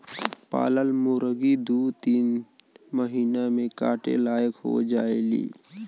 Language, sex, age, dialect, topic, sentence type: Bhojpuri, male, 18-24, Western, agriculture, statement